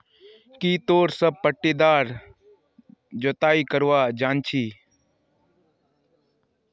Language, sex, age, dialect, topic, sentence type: Magahi, male, 36-40, Northeastern/Surjapuri, agriculture, statement